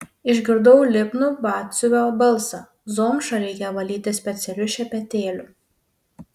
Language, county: Lithuanian, Panevėžys